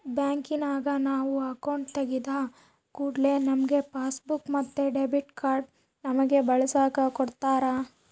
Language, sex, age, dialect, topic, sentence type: Kannada, female, 18-24, Central, banking, statement